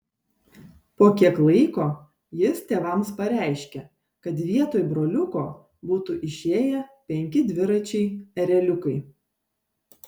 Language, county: Lithuanian, Šiauliai